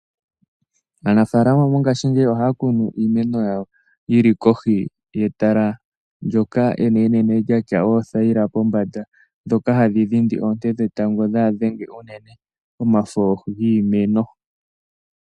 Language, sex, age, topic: Oshiwambo, female, 18-24, agriculture